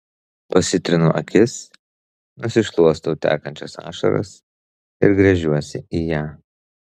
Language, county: Lithuanian, Klaipėda